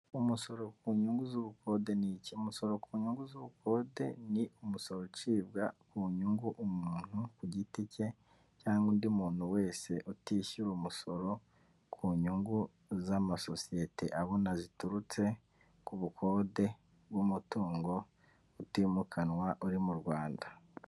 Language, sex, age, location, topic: Kinyarwanda, female, 18-24, Kigali, government